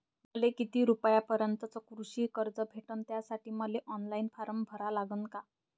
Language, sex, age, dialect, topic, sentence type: Marathi, female, 25-30, Varhadi, banking, question